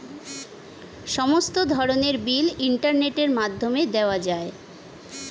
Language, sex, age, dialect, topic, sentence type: Bengali, female, 41-45, Standard Colloquial, banking, statement